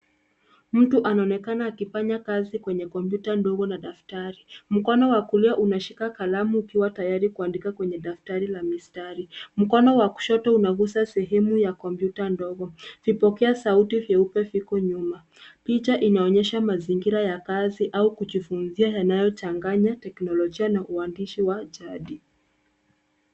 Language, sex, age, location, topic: Swahili, female, 18-24, Nairobi, education